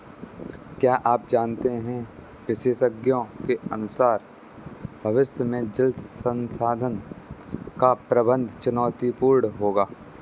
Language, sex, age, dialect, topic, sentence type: Hindi, male, 18-24, Kanauji Braj Bhasha, agriculture, statement